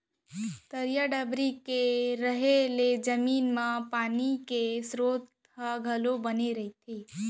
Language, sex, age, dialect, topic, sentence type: Chhattisgarhi, female, 46-50, Central, agriculture, statement